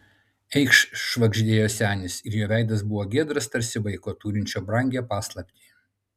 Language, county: Lithuanian, Utena